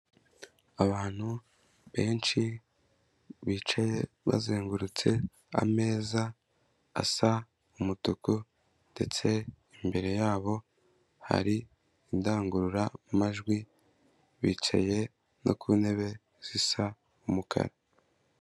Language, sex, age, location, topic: Kinyarwanda, male, 18-24, Kigali, government